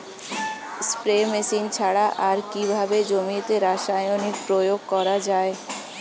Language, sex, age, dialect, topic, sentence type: Bengali, female, 25-30, Standard Colloquial, agriculture, question